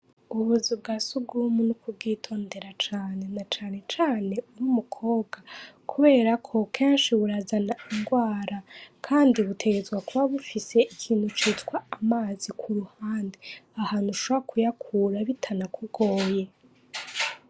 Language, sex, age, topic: Rundi, female, 25-35, education